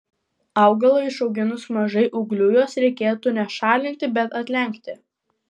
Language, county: Lithuanian, Vilnius